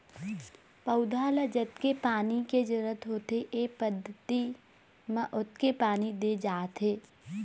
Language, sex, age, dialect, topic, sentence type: Chhattisgarhi, female, 18-24, Eastern, agriculture, statement